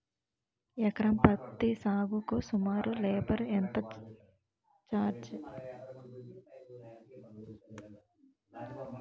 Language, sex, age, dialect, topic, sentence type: Telugu, female, 18-24, Utterandhra, agriculture, question